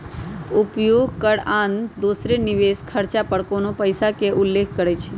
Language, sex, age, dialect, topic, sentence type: Magahi, male, 18-24, Western, banking, statement